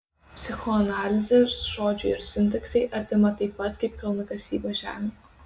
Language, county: Lithuanian, Kaunas